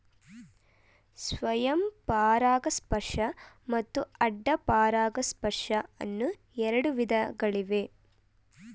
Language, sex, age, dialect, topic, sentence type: Kannada, female, 18-24, Mysore Kannada, agriculture, statement